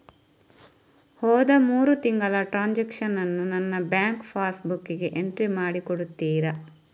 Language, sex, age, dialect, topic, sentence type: Kannada, female, 31-35, Coastal/Dakshin, banking, question